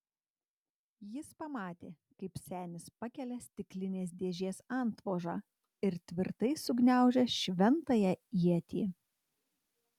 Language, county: Lithuanian, Tauragė